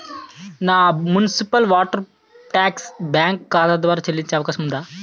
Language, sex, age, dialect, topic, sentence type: Telugu, male, 18-24, Utterandhra, banking, question